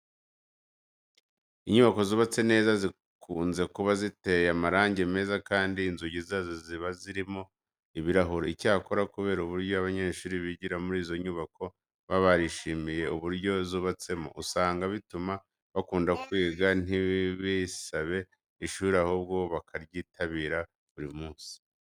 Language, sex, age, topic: Kinyarwanda, male, 25-35, education